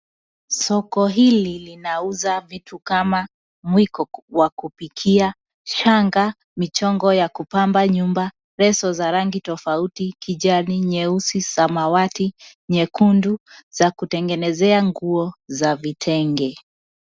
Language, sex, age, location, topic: Swahili, female, 18-24, Nairobi, finance